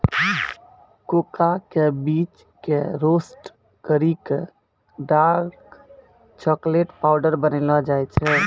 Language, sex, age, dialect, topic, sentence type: Maithili, male, 18-24, Angika, agriculture, statement